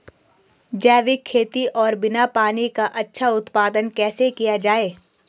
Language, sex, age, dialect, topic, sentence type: Hindi, female, 25-30, Garhwali, agriculture, question